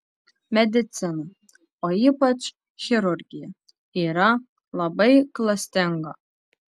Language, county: Lithuanian, Alytus